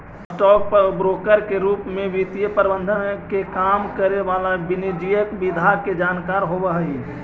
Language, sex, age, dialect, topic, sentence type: Magahi, male, 25-30, Central/Standard, banking, statement